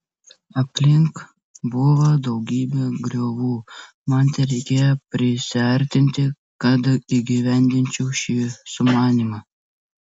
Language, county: Lithuanian, Vilnius